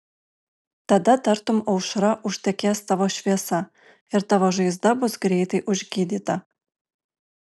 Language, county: Lithuanian, Alytus